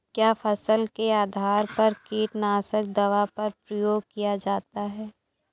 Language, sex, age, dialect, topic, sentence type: Hindi, female, 25-30, Awadhi Bundeli, agriculture, question